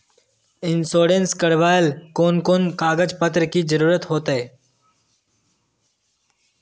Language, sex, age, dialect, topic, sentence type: Magahi, male, 18-24, Northeastern/Surjapuri, banking, question